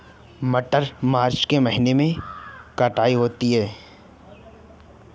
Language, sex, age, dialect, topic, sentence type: Hindi, male, 25-30, Awadhi Bundeli, agriculture, question